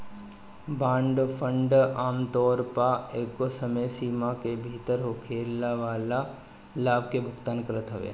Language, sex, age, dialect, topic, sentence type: Bhojpuri, male, 25-30, Northern, banking, statement